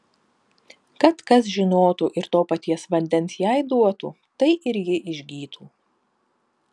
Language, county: Lithuanian, Panevėžys